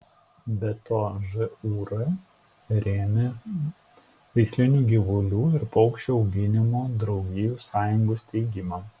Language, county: Lithuanian, Šiauliai